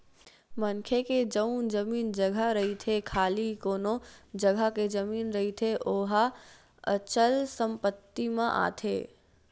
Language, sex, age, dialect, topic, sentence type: Chhattisgarhi, female, 18-24, Western/Budati/Khatahi, banking, statement